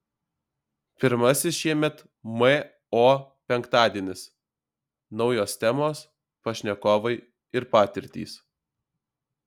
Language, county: Lithuanian, Alytus